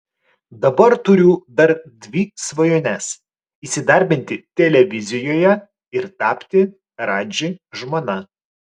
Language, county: Lithuanian, Vilnius